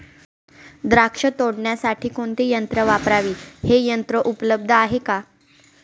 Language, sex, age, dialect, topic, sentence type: Marathi, female, 18-24, Northern Konkan, agriculture, question